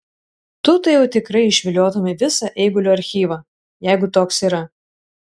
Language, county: Lithuanian, Šiauliai